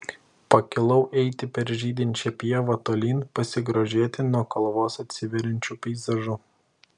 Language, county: Lithuanian, Klaipėda